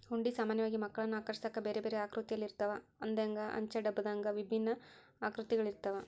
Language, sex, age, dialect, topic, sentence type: Kannada, female, 41-45, Central, banking, statement